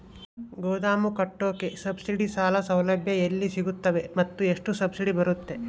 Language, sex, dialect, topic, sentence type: Kannada, male, Central, agriculture, question